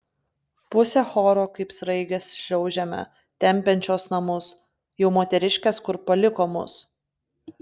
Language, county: Lithuanian, Klaipėda